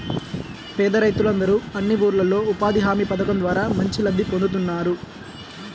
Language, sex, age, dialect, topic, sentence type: Telugu, male, 18-24, Central/Coastal, banking, statement